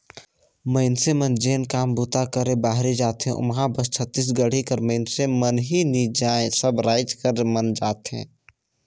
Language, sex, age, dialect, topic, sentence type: Chhattisgarhi, male, 18-24, Northern/Bhandar, agriculture, statement